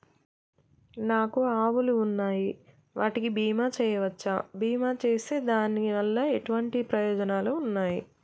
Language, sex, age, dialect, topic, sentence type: Telugu, female, 25-30, Telangana, banking, question